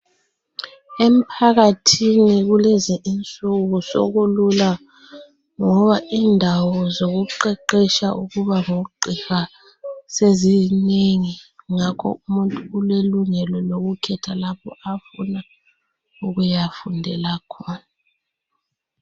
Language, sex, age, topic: North Ndebele, female, 36-49, health